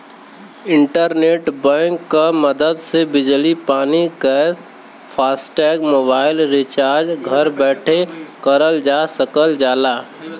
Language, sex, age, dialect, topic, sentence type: Bhojpuri, male, 18-24, Western, banking, statement